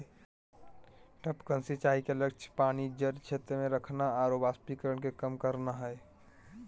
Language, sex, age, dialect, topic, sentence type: Magahi, male, 18-24, Southern, agriculture, statement